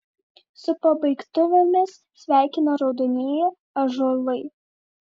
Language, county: Lithuanian, Vilnius